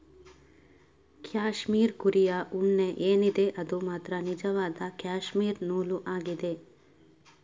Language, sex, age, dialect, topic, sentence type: Kannada, female, 31-35, Coastal/Dakshin, agriculture, statement